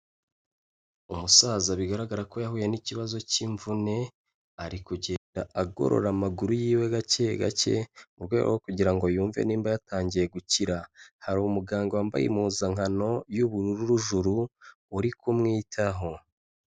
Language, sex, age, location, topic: Kinyarwanda, male, 25-35, Kigali, health